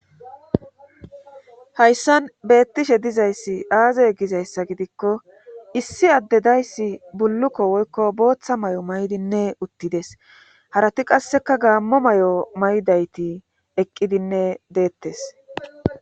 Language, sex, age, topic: Gamo, female, 25-35, government